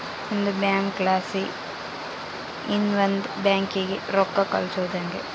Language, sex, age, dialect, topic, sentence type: Kannada, female, 18-24, Central, banking, statement